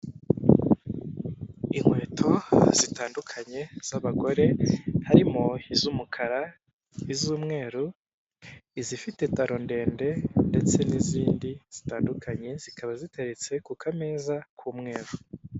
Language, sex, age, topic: Kinyarwanda, male, 18-24, finance